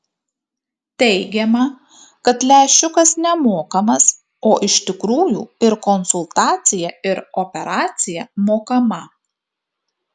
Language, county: Lithuanian, Kaunas